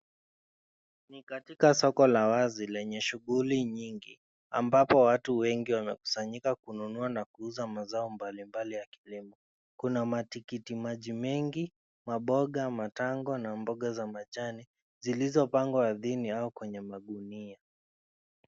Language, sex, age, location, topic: Swahili, male, 25-35, Nairobi, finance